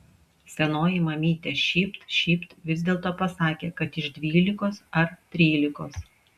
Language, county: Lithuanian, Klaipėda